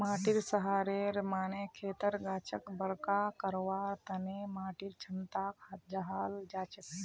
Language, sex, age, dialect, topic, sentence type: Magahi, female, 60-100, Northeastern/Surjapuri, agriculture, statement